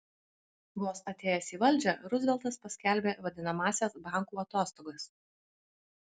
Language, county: Lithuanian, Alytus